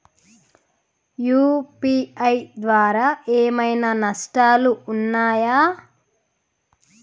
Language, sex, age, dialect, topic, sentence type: Telugu, female, 31-35, Telangana, banking, question